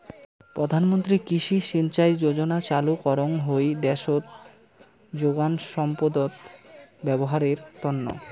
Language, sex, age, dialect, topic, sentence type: Bengali, male, 18-24, Rajbangshi, agriculture, statement